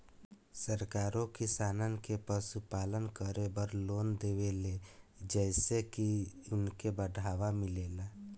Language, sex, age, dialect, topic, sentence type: Bhojpuri, male, 25-30, Southern / Standard, agriculture, statement